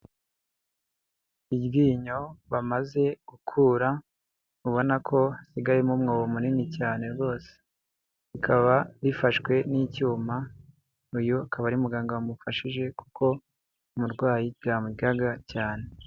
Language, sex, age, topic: Kinyarwanda, male, 25-35, health